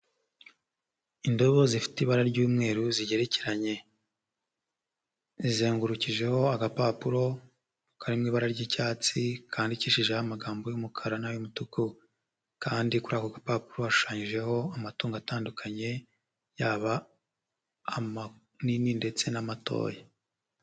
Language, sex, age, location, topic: Kinyarwanda, male, 50+, Nyagatare, agriculture